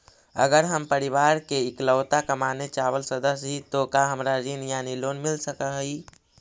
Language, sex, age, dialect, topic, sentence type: Magahi, male, 56-60, Central/Standard, banking, question